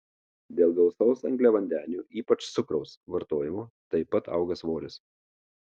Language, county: Lithuanian, Marijampolė